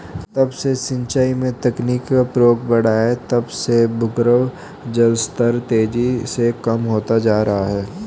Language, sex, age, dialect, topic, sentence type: Hindi, male, 18-24, Hindustani Malvi Khadi Boli, agriculture, statement